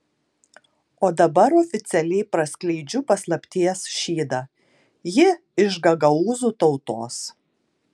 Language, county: Lithuanian, Tauragė